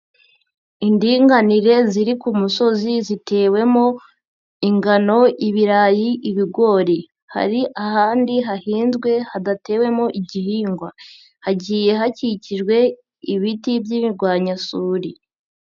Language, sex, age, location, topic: Kinyarwanda, female, 50+, Nyagatare, agriculture